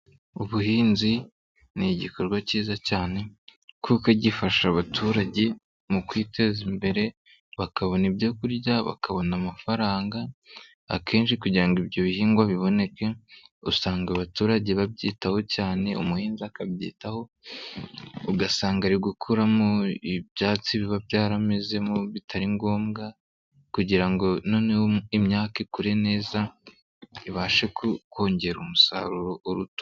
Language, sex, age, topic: Kinyarwanda, male, 18-24, agriculture